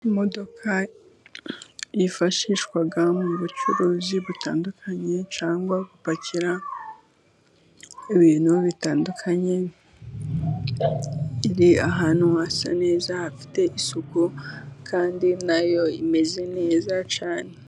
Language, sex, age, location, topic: Kinyarwanda, female, 18-24, Musanze, government